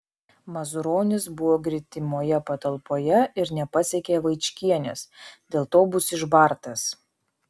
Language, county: Lithuanian, Vilnius